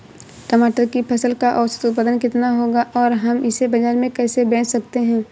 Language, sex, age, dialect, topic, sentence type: Hindi, female, 18-24, Awadhi Bundeli, agriculture, question